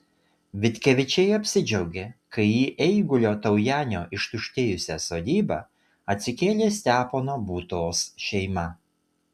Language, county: Lithuanian, Utena